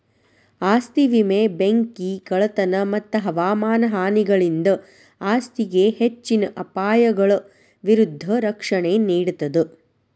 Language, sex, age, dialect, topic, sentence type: Kannada, female, 36-40, Dharwad Kannada, banking, statement